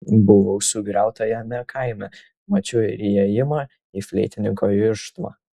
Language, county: Lithuanian, Kaunas